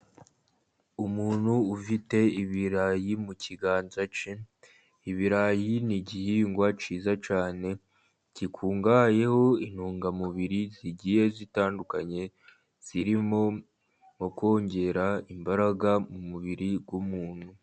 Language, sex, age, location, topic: Kinyarwanda, male, 50+, Musanze, agriculture